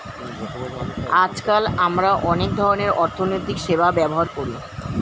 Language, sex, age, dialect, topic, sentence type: Bengali, female, 36-40, Standard Colloquial, banking, statement